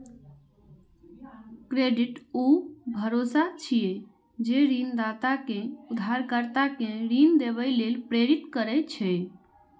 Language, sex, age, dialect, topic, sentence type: Maithili, female, 46-50, Eastern / Thethi, banking, statement